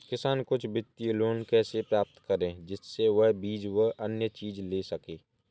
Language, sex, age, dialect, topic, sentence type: Hindi, male, 25-30, Awadhi Bundeli, agriculture, question